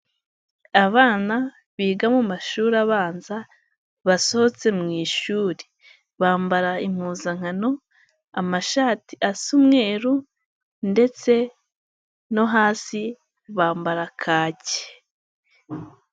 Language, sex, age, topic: Kinyarwanda, female, 18-24, education